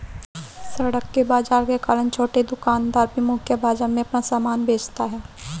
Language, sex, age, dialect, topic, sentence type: Hindi, male, 25-30, Marwari Dhudhari, agriculture, statement